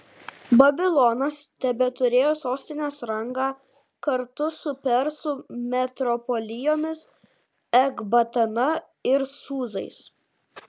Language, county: Lithuanian, Kaunas